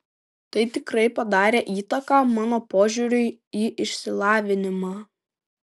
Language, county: Lithuanian, Šiauliai